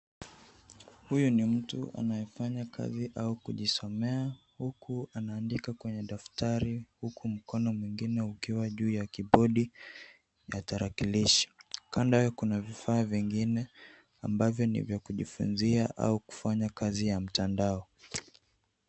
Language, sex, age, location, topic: Swahili, male, 18-24, Nairobi, education